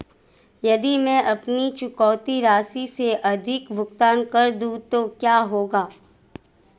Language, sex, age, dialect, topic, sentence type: Hindi, female, 25-30, Marwari Dhudhari, banking, question